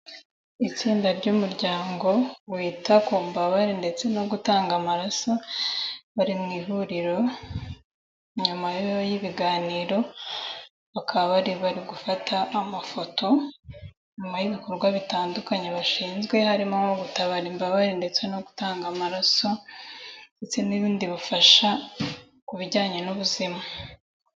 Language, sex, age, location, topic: Kinyarwanda, female, 18-24, Nyagatare, health